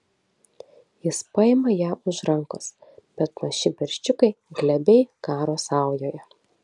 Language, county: Lithuanian, Telšiai